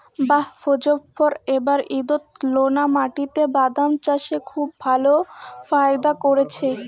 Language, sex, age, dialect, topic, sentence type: Bengali, female, 60-100, Rajbangshi, agriculture, question